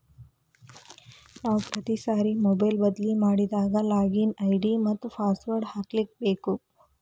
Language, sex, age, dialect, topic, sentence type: Kannada, female, 41-45, Dharwad Kannada, banking, statement